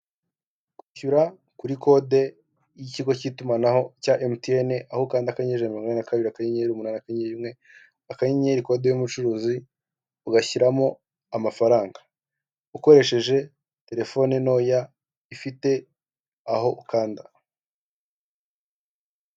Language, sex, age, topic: Kinyarwanda, male, 18-24, finance